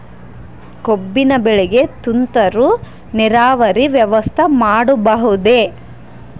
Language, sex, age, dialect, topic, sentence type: Kannada, female, 31-35, Central, agriculture, question